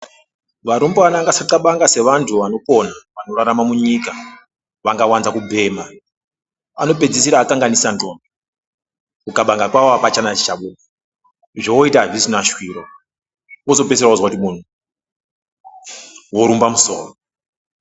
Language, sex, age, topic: Ndau, male, 36-49, health